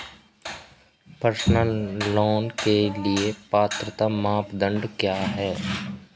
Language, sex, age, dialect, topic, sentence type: Hindi, male, 18-24, Marwari Dhudhari, banking, question